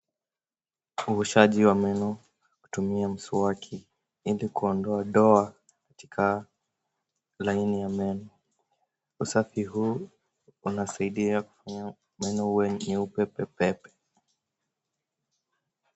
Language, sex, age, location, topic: Swahili, male, 18-24, Nairobi, health